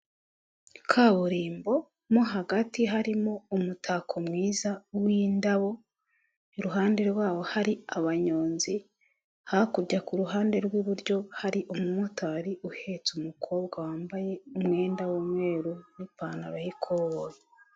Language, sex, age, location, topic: Kinyarwanda, female, 25-35, Huye, government